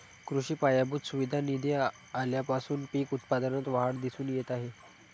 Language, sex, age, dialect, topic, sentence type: Marathi, male, 31-35, Standard Marathi, agriculture, statement